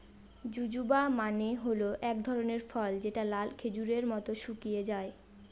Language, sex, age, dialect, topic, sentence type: Bengali, female, 18-24, Northern/Varendri, agriculture, statement